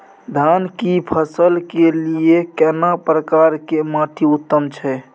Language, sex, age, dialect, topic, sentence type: Maithili, male, 18-24, Bajjika, agriculture, question